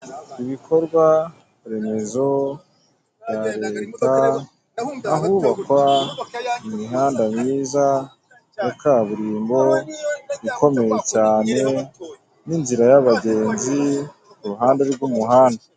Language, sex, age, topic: Kinyarwanda, male, 18-24, government